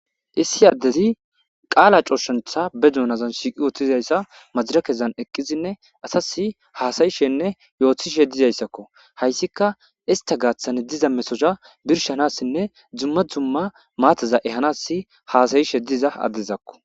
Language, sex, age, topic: Gamo, male, 25-35, government